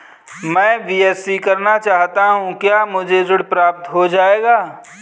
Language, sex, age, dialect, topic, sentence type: Hindi, male, 25-30, Kanauji Braj Bhasha, banking, question